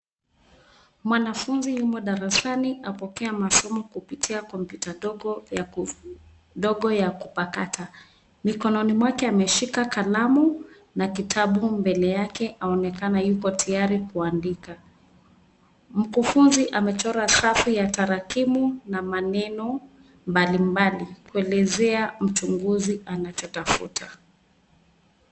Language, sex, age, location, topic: Swahili, female, 36-49, Nairobi, education